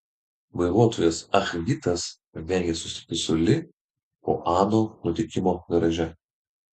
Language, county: Lithuanian, Vilnius